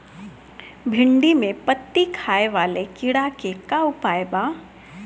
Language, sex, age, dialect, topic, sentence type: Bhojpuri, female, 60-100, Northern, agriculture, question